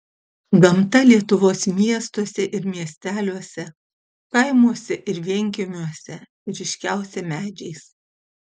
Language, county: Lithuanian, Utena